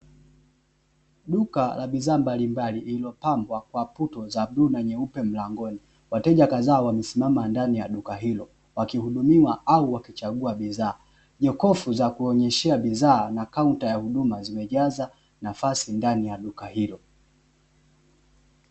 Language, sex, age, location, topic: Swahili, male, 18-24, Dar es Salaam, finance